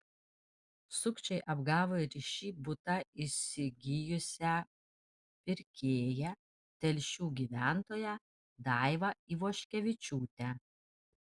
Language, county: Lithuanian, Panevėžys